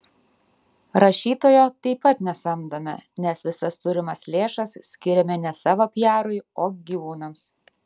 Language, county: Lithuanian, Vilnius